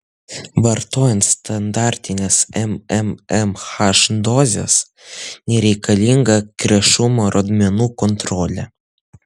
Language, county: Lithuanian, Utena